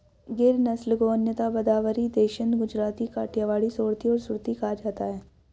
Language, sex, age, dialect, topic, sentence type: Hindi, female, 56-60, Hindustani Malvi Khadi Boli, agriculture, statement